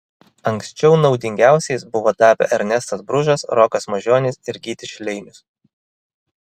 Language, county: Lithuanian, Vilnius